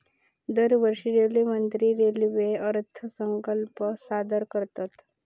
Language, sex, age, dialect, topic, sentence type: Marathi, female, 31-35, Southern Konkan, banking, statement